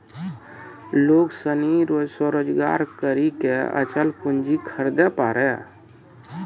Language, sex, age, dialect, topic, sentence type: Maithili, male, 46-50, Angika, banking, statement